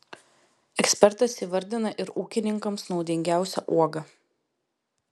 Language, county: Lithuanian, Vilnius